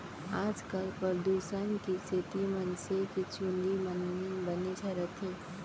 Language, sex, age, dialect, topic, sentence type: Chhattisgarhi, female, 25-30, Central, agriculture, statement